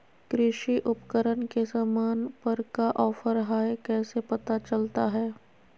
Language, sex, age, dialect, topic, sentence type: Magahi, female, 25-30, Southern, agriculture, question